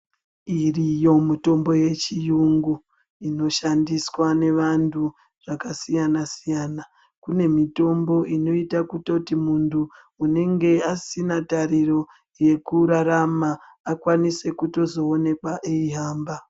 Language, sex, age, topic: Ndau, female, 25-35, health